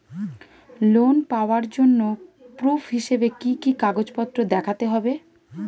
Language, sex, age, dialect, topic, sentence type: Bengali, female, 36-40, Standard Colloquial, banking, statement